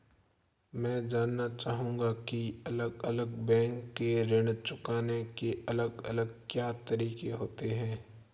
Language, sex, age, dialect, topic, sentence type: Hindi, male, 46-50, Marwari Dhudhari, banking, question